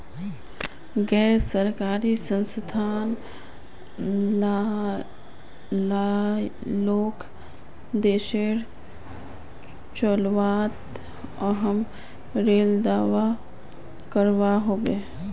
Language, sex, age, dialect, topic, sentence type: Magahi, female, 18-24, Northeastern/Surjapuri, banking, statement